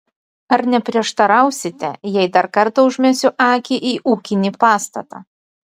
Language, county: Lithuanian, Utena